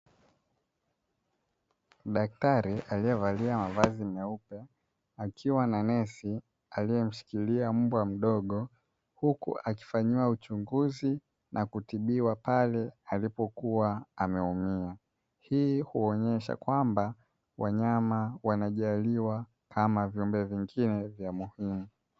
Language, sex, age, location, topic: Swahili, male, 25-35, Dar es Salaam, agriculture